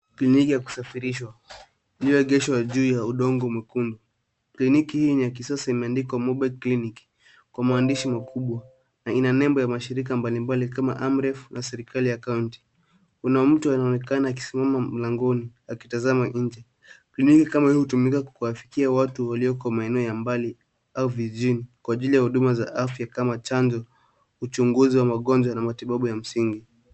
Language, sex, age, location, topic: Swahili, male, 18-24, Nairobi, health